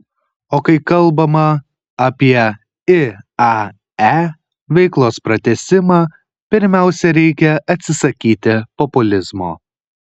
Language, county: Lithuanian, Kaunas